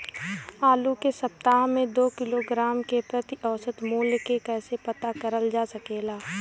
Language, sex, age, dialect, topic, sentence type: Bhojpuri, female, 18-24, Western, agriculture, question